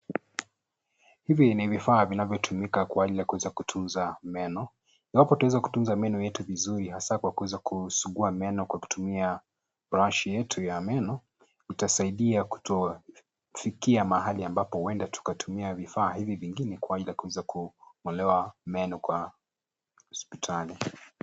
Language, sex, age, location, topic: Swahili, male, 25-35, Nairobi, health